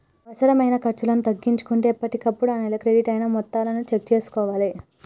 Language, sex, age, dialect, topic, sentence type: Telugu, female, 36-40, Telangana, banking, statement